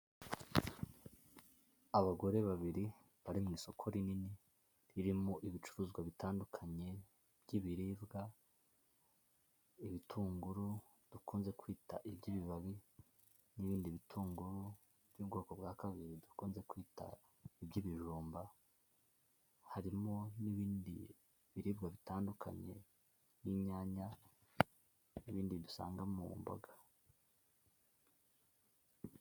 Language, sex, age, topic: Kinyarwanda, male, 18-24, finance